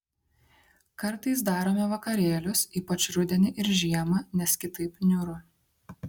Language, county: Lithuanian, Šiauliai